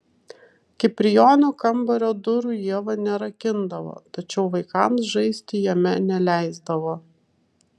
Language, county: Lithuanian, Vilnius